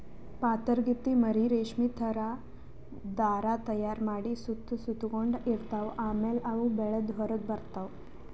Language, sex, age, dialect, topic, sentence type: Kannada, female, 18-24, Northeastern, agriculture, statement